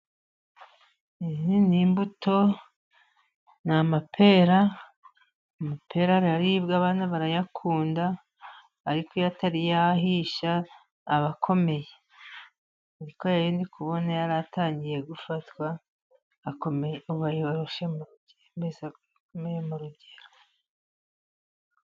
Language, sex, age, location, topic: Kinyarwanda, female, 50+, Musanze, agriculture